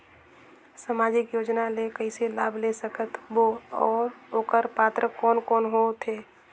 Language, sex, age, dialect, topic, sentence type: Chhattisgarhi, female, 25-30, Northern/Bhandar, banking, question